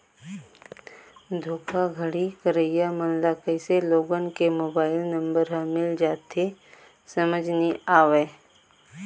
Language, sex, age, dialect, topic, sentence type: Chhattisgarhi, female, 25-30, Eastern, banking, statement